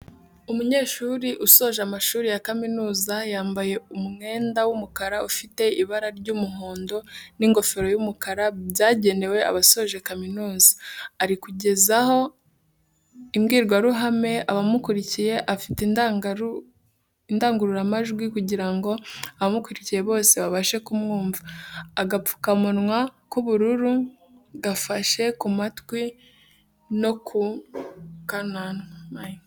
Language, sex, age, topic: Kinyarwanda, female, 18-24, education